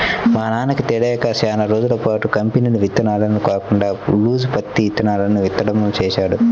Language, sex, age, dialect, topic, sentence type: Telugu, male, 25-30, Central/Coastal, agriculture, statement